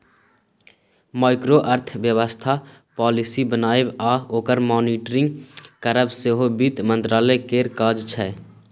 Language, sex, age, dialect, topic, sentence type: Maithili, male, 18-24, Bajjika, banking, statement